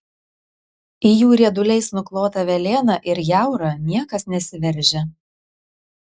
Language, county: Lithuanian, Klaipėda